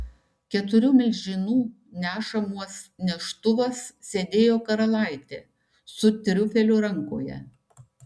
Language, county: Lithuanian, Šiauliai